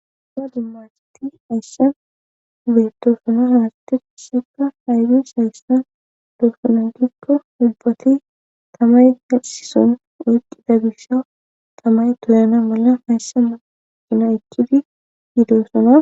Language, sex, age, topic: Gamo, female, 25-35, government